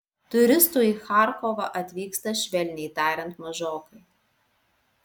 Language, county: Lithuanian, Alytus